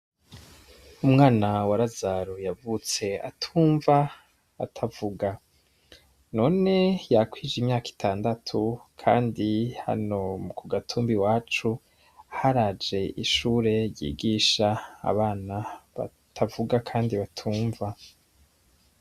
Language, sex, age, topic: Rundi, male, 25-35, education